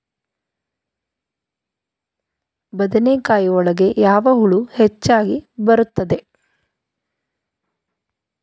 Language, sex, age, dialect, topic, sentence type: Kannada, female, 31-35, Dharwad Kannada, agriculture, question